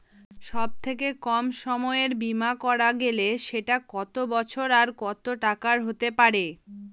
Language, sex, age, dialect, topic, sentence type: Bengali, female, 18-24, Northern/Varendri, banking, question